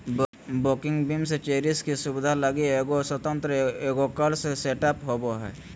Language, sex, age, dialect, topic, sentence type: Magahi, male, 18-24, Southern, agriculture, statement